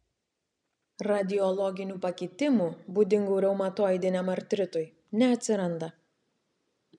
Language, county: Lithuanian, Šiauliai